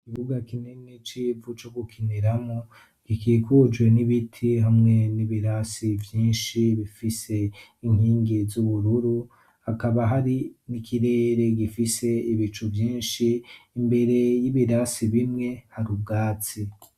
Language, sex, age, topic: Rundi, male, 25-35, education